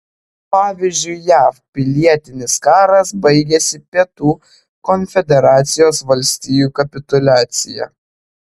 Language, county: Lithuanian, Vilnius